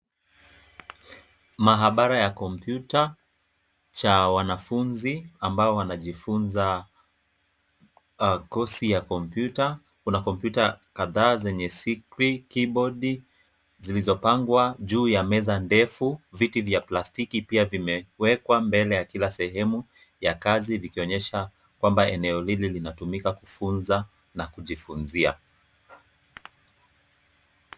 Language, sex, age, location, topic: Swahili, male, 25-35, Kisumu, education